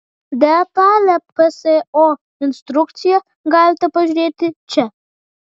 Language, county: Lithuanian, Vilnius